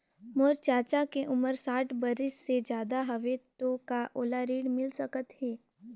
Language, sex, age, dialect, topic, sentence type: Chhattisgarhi, female, 18-24, Northern/Bhandar, banking, statement